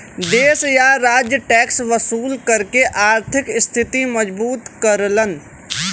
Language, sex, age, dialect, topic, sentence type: Bhojpuri, male, 18-24, Western, banking, statement